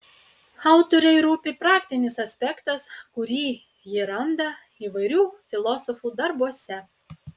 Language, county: Lithuanian, Utena